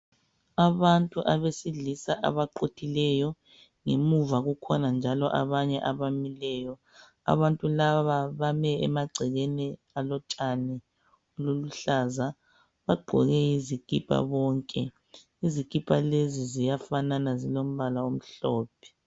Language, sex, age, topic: North Ndebele, female, 25-35, health